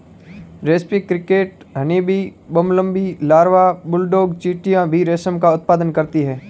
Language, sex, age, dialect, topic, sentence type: Hindi, male, 18-24, Marwari Dhudhari, agriculture, statement